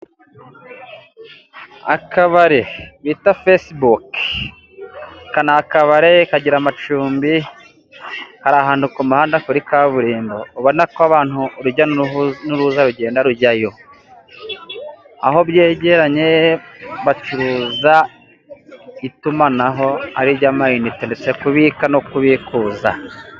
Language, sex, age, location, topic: Kinyarwanda, male, 18-24, Musanze, finance